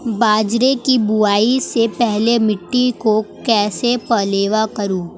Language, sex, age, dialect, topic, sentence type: Hindi, male, 18-24, Marwari Dhudhari, agriculture, question